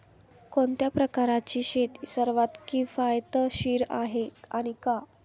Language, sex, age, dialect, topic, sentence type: Marathi, female, 18-24, Standard Marathi, agriculture, question